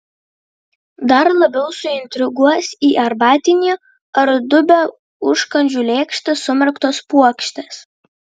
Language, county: Lithuanian, Vilnius